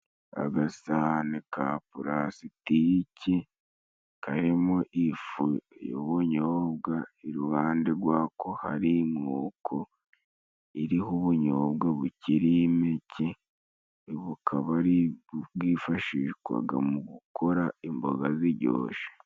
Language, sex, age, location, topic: Kinyarwanda, male, 18-24, Musanze, agriculture